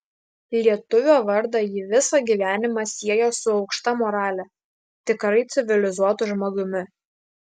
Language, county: Lithuanian, Klaipėda